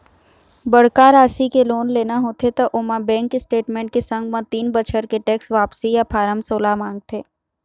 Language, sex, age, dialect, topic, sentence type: Chhattisgarhi, female, 36-40, Eastern, banking, statement